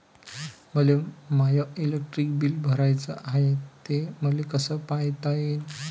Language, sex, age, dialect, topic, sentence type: Marathi, male, 25-30, Varhadi, banking, question